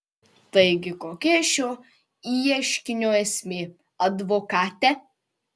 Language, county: Lithuanian, Panevėžys